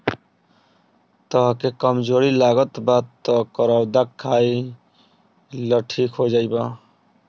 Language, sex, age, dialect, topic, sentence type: Bhojpuri, male, 18-24, Northern, agriculture, statement